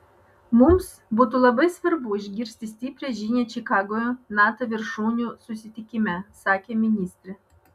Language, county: Lithuanian, Vilnius